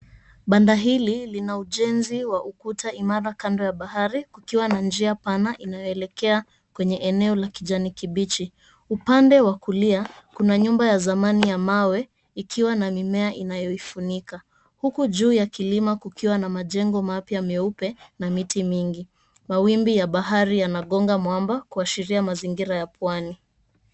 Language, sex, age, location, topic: Swahili, female, 25-35, Mombasa, government